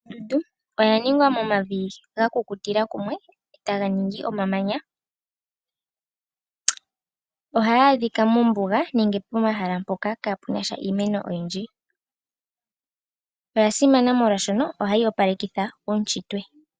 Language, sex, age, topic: Oshiwambo, female, 18-24, agriculture